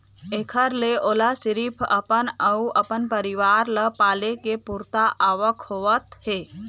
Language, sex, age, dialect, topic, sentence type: Chhattisgarhi, female, 25-30, Eastern, agriculture, statement